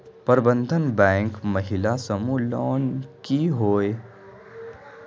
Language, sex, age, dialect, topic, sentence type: Magahi, male, 18-24, Northeastern/Surjapuri, banking, question